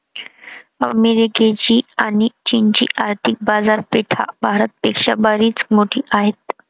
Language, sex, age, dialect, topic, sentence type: Marathi, female, 18-24, Varhadi, banking, statement